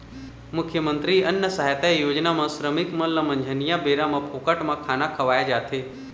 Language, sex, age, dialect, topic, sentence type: Chhattisgarhi, male, 25-30, Eastern, agriculture, statement